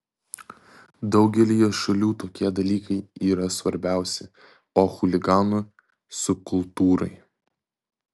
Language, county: Lithuanian, Vilnius